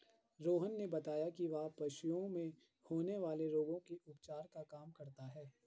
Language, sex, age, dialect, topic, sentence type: Hindi, male, 51-55, Garhwali, agriculture, statement